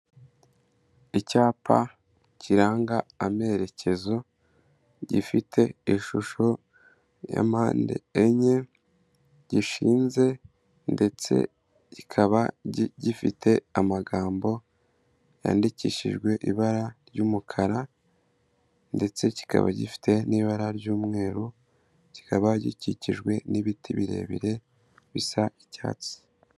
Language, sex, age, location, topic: Kinyarwanda, male, 18-24, Kigali, government